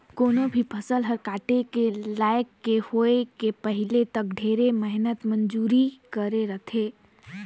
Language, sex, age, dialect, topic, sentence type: Chhattisgarhi, female, 18-24, Northern/Bhandar, agriculture, statement